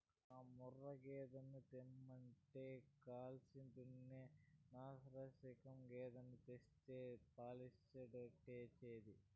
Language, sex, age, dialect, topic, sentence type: Telugu, male, 46-50, Southern, agriculture, statement